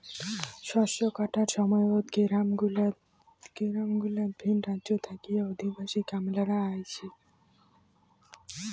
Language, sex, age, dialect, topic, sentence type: Bengali, female, <18, Rajbangshi, agriculture, statement